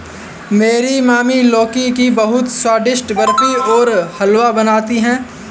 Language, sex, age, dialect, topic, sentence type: Hindi, male, 18-24, Awadhi Bundeli, agriculture, statement